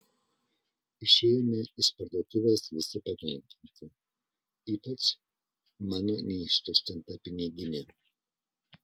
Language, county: Lithuanian, Kaunas